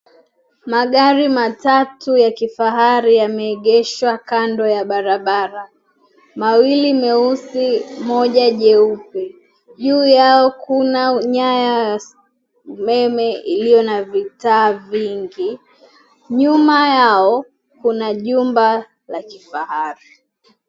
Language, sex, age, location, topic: Swahili, female, 18-24, Mombasa, finance